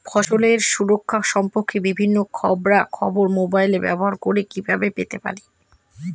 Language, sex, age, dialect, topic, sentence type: Bengali, female, 25-30, Northern/Varendri, agriculture, question